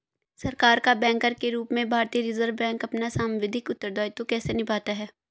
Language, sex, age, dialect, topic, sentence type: Hindi, female, 25-30, Hindustani Malvi Khadi Boli, banking, question